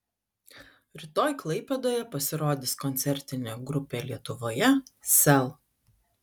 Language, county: Lithuanian, Utena